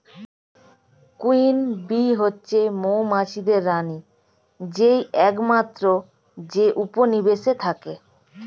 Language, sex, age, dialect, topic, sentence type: Bengali, female, 25-30, Standard Colloquial, agriculture, statement